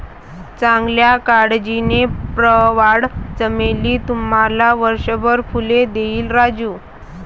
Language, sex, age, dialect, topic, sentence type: Marathi, male, 31-35, Varhadi, agriculture, statement